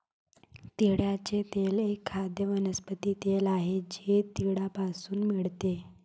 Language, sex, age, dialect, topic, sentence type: Marathi, female, 25-30, Varhadi, agriculture, statement